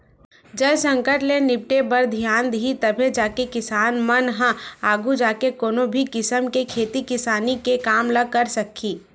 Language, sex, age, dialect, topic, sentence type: Chhattisgarhi, female, 18-24, Western/Budati/Khatahi, agriculture, statement